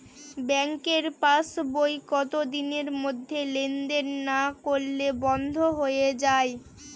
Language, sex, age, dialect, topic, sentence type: Bengali, female, 18-24, Northern/Varendri, banking, question